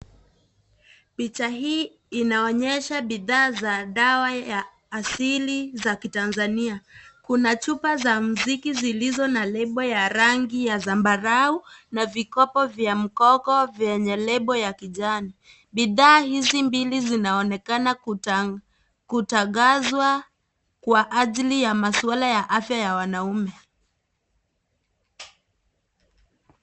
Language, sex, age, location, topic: Swahili, female, 18-24, Kisii, health